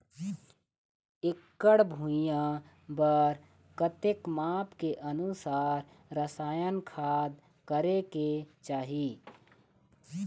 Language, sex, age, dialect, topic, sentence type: Chhattisgarhi, male, 36-40, Eastern, agriculture, question